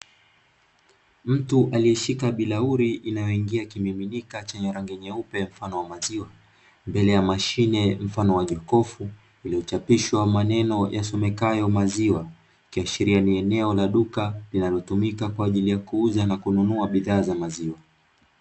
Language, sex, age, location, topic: Swahili, male, 18-24, Dar es Salaam, finance